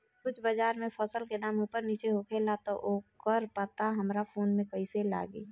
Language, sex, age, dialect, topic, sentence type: Bhojpuri, female, 25-30, Southern / Standard, agriculture, question